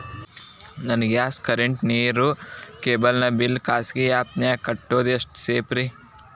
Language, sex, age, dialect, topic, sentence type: Kannada, male, 18-24, Dharwad Kannada, banking, question